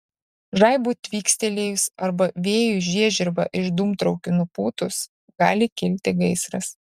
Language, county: Lithuanian, Šiauliai